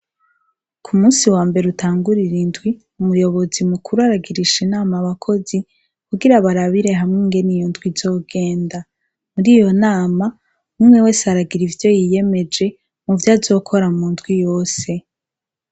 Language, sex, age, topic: Rundi, female, 25-35, education